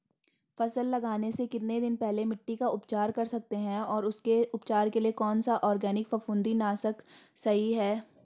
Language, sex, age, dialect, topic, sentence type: Hindi, female, 18-24, Garhwali, agriculture, question